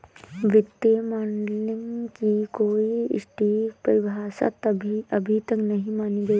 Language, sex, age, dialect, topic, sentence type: Hindi, female, 18-24, Awadhi Bundeli, banking, statement